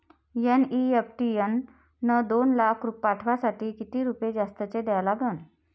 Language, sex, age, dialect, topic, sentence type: Marathi, female, 51-55, Varhadi, banking, question